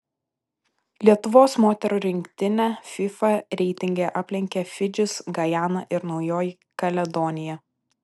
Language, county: Lithuanian, Panevėžys